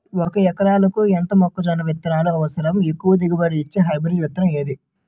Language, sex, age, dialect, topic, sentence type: Telugu, male, 18-24, Utterandhra, agriculture, question